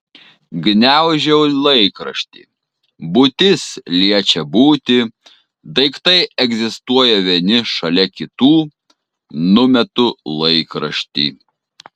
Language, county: Lithuanian, Kaunas